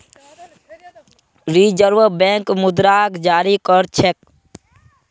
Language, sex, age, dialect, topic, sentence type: Magahi, male, 18-24, Northeastern/Surjapuri, banking, statement